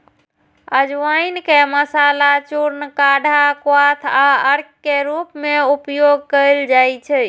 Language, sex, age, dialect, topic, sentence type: Maithili, female, 36-40, Eastern / Thethi, agriculture, statement